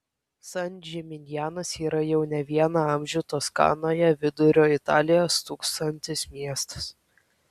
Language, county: Lithuanian, Kaunas